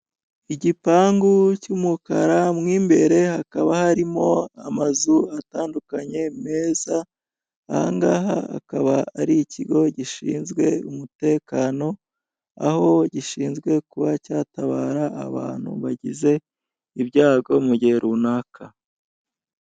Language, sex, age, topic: Kinyarwanda, female, 25-35, government